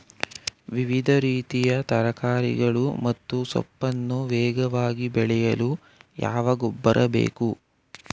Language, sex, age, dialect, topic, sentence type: Kannada, male, 18-24, Mysore Kannada, agriculture, question